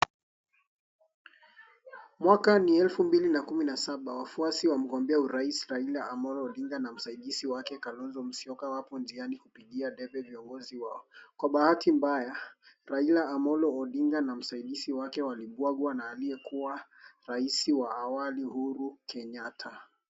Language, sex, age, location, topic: Swahili, male, 18-24, Kisii, government